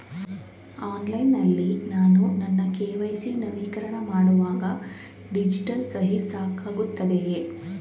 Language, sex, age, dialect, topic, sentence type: Kannada, female, 31-35, Mysore Kannada, banking, question